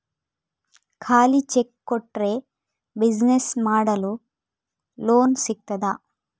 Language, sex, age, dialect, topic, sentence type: Kannada, female, 25-30, Coastal/Dakshin, banking, question